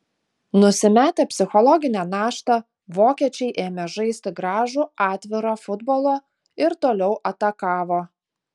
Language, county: Lithuanian, Utena